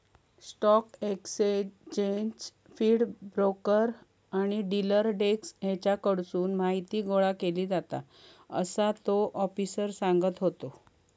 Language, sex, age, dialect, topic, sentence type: Marathi, female, 25-30, Southern Konkan, banking, statement